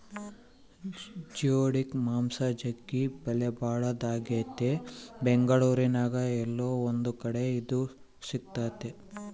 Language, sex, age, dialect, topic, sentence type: Kannada, male, 18-24, Central, agriculture, statement